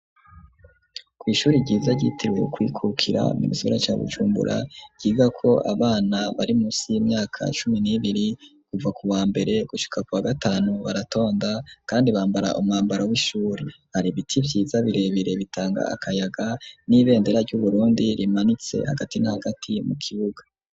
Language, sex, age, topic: Rundi, male, 25-35, education